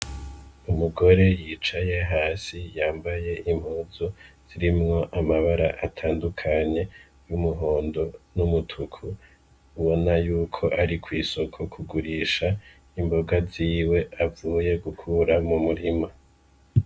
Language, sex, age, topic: Rundi, male, 25-35, agriculture